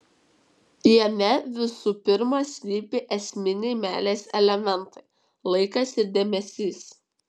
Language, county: Lithuanian, Kaunas